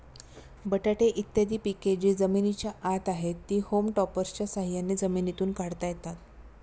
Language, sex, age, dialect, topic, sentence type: Marathi, female, 25-30, Standard Marathi, agriculture, statement